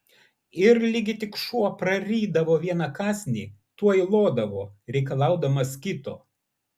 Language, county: Lithuanian, Vilnius